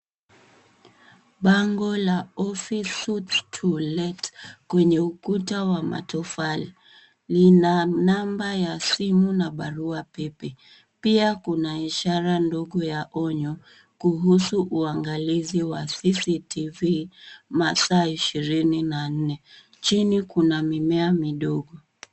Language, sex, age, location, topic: Swahili, female, 18-24, Nairobi, finance